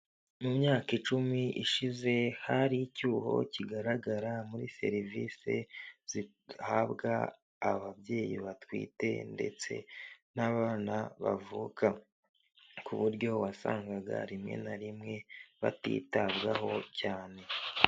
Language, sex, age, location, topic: Kinyarwanda, male, 25-35, Huye, health